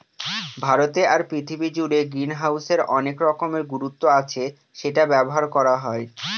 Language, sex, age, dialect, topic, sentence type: Bengali, male, 25-30, Northern/Varendri, agriculture, statement